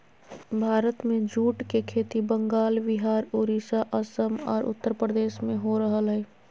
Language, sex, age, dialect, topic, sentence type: Magahi, female, 25-30, Southern, agriculture, statement